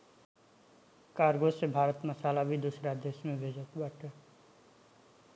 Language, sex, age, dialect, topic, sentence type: Bhojpuri, male, 18-24, Northern, banking, statement